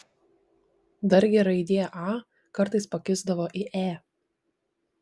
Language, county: Lithuanian, Šiauliai